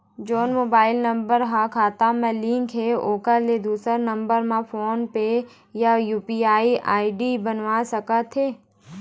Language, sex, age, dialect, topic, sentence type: Chhattisgarhi, female, 18-24, Eastern, banking, question